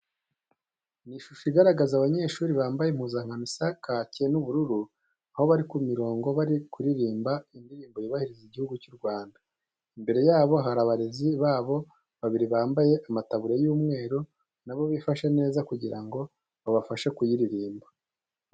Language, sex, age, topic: Kinyarwanda, male, 25-35, education